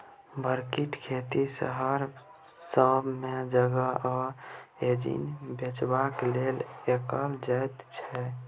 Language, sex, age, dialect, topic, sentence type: Maithili, male, 18-24, Bajjika, agriculture, statement